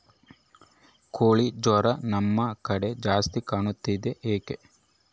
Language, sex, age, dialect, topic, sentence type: Kannada, male, 25-30, Central, agriculture, question